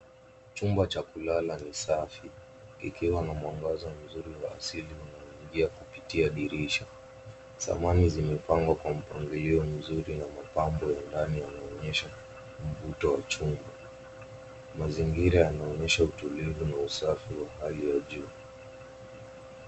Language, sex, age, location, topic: Swahili, male, 18-24, Nairobi, education